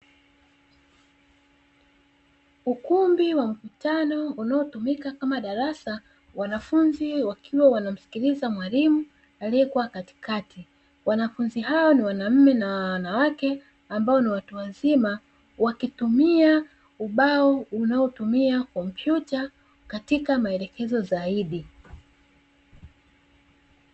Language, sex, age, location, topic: Swahili, female, 36-49, Dar es Salaam, education